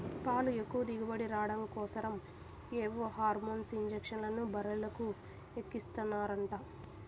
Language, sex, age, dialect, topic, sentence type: Telugu, female, 18-24, Central/Coastal, agriculture, statement